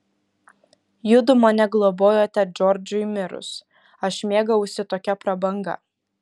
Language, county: Lithuanian, Kaunas